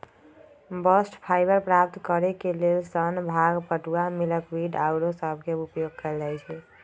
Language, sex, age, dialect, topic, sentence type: Magahi, female, 25-30, Western, agriculture, statement